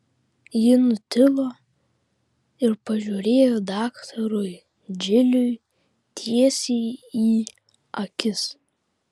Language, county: Lithuanian, Vilnius